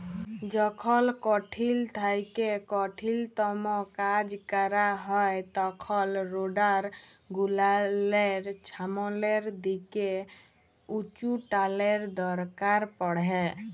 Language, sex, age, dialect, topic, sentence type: Bengali, female, 18-24, Jharkhandi, agriculture, statement